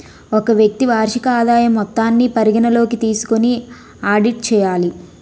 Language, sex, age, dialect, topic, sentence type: Telugu, female, 18-24, Utterandhra, banking, statement